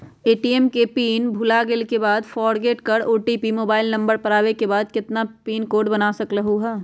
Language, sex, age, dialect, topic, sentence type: Magahi, female, 46-50, Western, banking, question